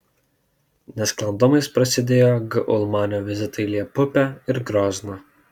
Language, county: Lithuanian, Alytus